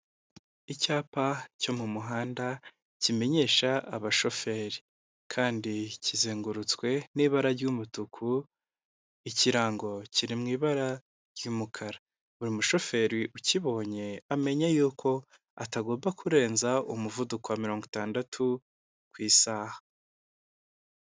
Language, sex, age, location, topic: Kinyarwanda, male, 25-35, Kigali, government